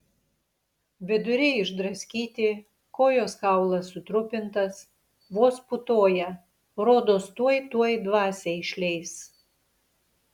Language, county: Lithuanian, Panevėžys